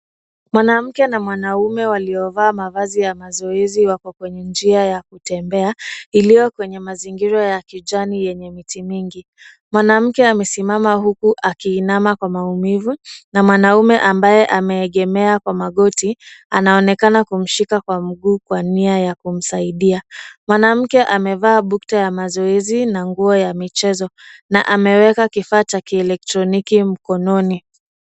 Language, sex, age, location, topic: Swahili, female, 25-35, Nairobi, health